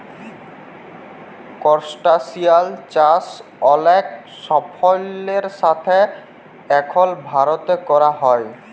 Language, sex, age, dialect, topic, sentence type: Bengali, male, 18-24, Jharkhandi, agriculture, statement